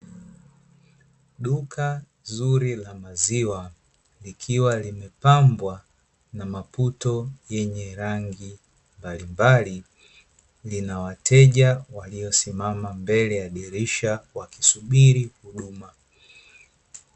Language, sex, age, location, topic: Swahili, male, 25-35, Dar es Salaam, finance